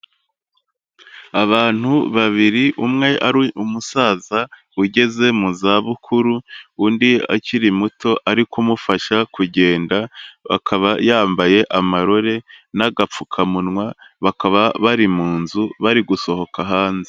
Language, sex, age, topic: Kinyarwanda, male, 18-24, health